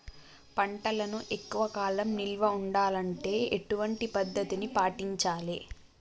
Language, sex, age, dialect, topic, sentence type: Telugu, female, 18-24, Telangana, agriculture, question